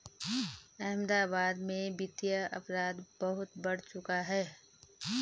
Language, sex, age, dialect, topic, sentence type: Hindi, female, 31-35, Garhwali, banking, statement